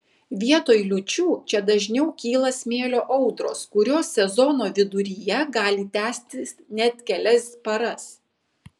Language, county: Lithuanian, Kaunas